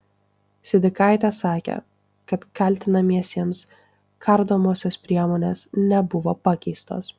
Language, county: Lithuanian, Tauragė